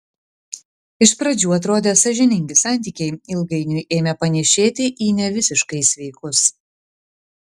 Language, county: Lithuanian, Vilnius